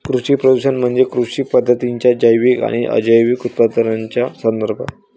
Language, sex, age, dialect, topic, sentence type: Marathi, male, 18-24, Varhadi, agriculture, statement